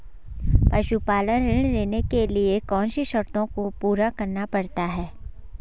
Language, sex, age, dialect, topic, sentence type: Hindi, female, 18-24, Garhwali, agriculture, question